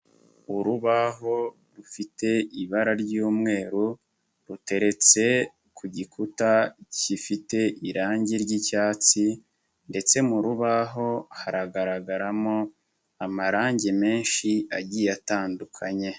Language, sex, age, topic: Kinyarwanda, male, 18-24, education